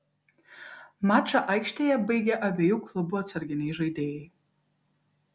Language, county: Lithuanian, Kaunas